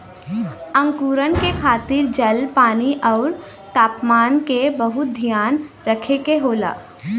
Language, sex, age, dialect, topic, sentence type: Bhojpuri, female, 18-24, Western, agriculture, statement